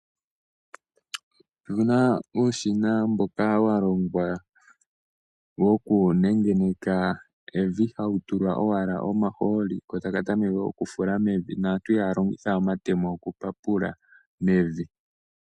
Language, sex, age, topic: Oshiwambo, female, 18-24, agriculture